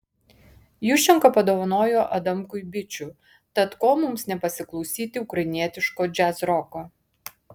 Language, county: Lithuanian, Vilnius